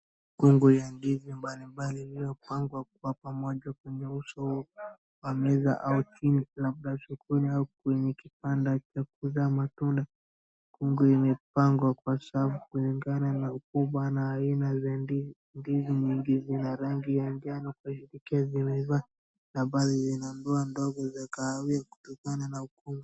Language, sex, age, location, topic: Swahili, male, 36-49, Wajir, finance